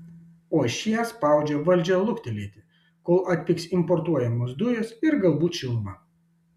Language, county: Lithuanian, Šiauliai